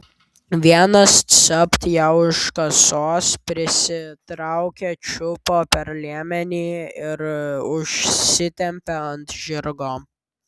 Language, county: Lithuanian, Vilnius